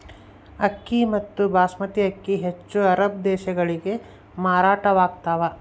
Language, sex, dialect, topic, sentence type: Kannada, male, Central, agriculture, statement